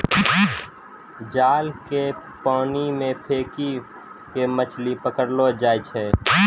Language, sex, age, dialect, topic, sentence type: Maithili, male, 41-45, Angika, agriculture, statement